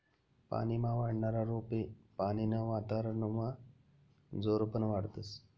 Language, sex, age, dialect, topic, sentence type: Marathi, male, 25-30, Northern Konkan, agriculture, statement